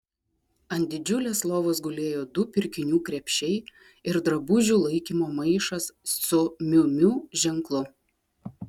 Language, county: Lithuanian, Klaipėda